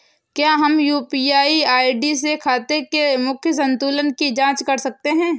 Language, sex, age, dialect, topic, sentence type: Hindi, female, 18-24, Awadhi Bundeli, banking, question